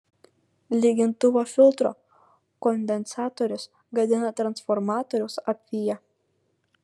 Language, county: Lithuanian, Kaunas